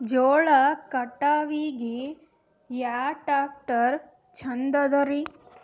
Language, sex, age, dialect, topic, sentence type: Kannada, female, 18-24, Northeastern, agriculture, question